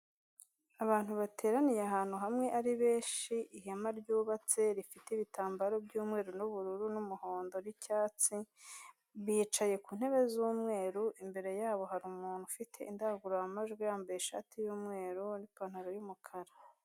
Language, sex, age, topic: Kinyarwanda, female, 25-35, health